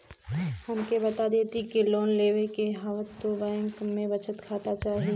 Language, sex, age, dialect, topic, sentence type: Bhojpuri, female, 25-30, Western, banking, question